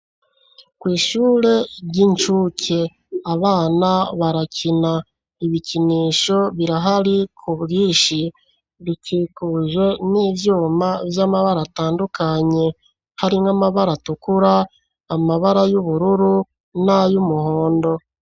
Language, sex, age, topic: Rundi, male, 36-49, education